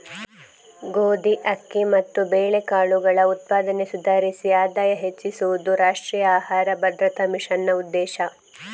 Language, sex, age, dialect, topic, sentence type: Kannada, female, 25-30, Coastal/Dakshin, agriculture, statement